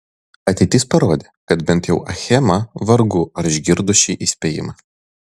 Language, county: Lithuanian, Vilnius